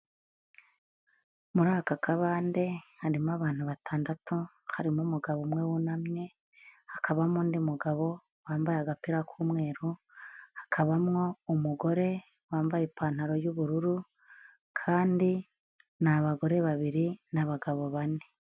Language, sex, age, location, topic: Kinyarwanda, female, 25-35, Nyagatare, agriculture